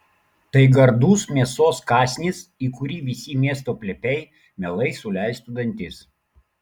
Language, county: Lithuanian, Klaipėda